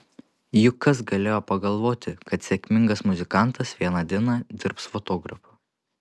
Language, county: Lithuanian, Panevėžys